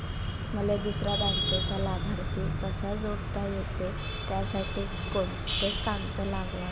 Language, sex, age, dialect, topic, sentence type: Marathi, female, 18-24, Varhadi, banking, question